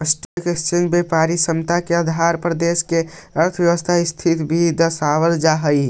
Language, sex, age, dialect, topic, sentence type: Magahi, male, 25-30, Central/Standard, banking, statement